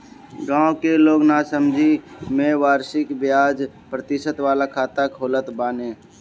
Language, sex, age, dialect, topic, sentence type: Bhojpuri, male, 18-24, Northern, banking, statement